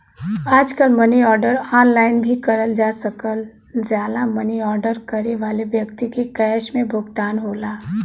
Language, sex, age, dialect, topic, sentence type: Bhojpuri, male, 18-24, Western, banking, statement